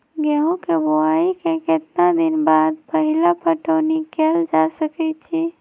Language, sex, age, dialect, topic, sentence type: Magahi, female, 18-24, Western, agriculture, question